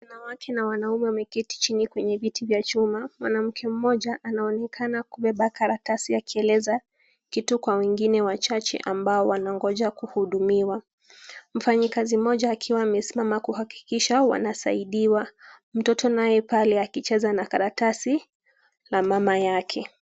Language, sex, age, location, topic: Swahili, female, 18-24, Kisumu, government